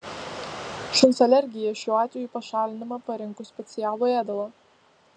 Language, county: Lithuanian, Vilnius